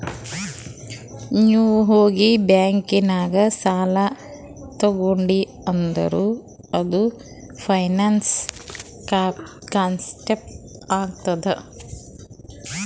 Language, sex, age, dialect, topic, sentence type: Kannada, female, 41-45, Northeastern, banking, statement